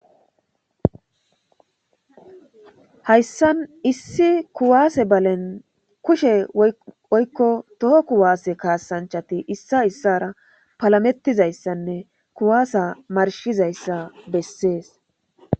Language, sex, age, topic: Gamo, female, 25-35, government